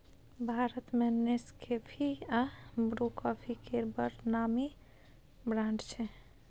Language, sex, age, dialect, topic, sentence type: Maithili, female, 25-30, Bajjika, agriculture, statement